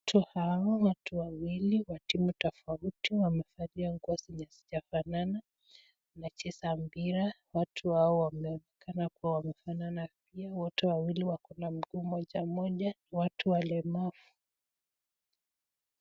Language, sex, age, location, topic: Swahili, female, 25-35, Nakuru, education